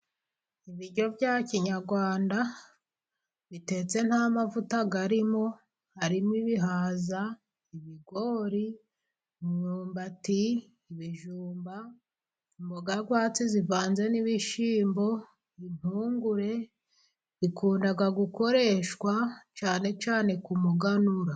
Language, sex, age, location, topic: Kinyarwanda, female, 25-35, Musanze, government